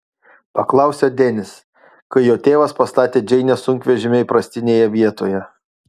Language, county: Lithuanian, Utena